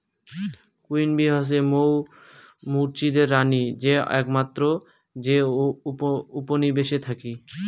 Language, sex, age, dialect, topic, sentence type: Bengali, male, 18-24, Rajbangshi, agriculture, statement